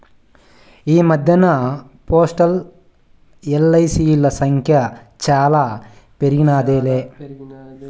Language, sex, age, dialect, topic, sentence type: Telugu, male, 25-30, Southern, banking, statement